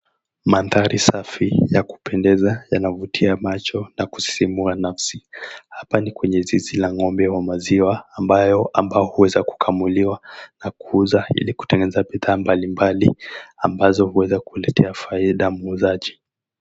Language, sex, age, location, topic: Swahili, male, 18-24, Mombasa, agriculture